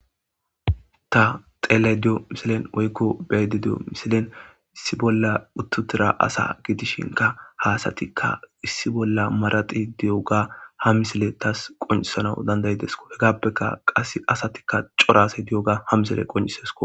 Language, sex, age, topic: Gamo, male, 25-35, government